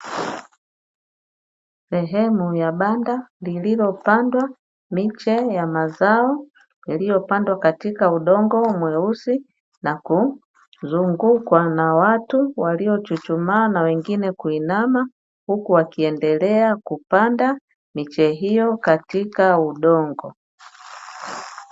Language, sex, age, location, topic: Swahili, female, 50+, Dar es Salaam, agriculture